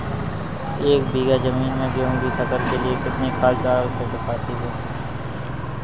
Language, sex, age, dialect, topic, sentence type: Hindi, male, 18-24, Awadhi Bundeli, agriculture, question